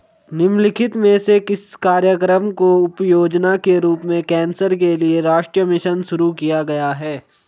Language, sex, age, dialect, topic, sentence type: Hindi, male, 18-24, Hindustani Malvi Khadi Boli, banking, question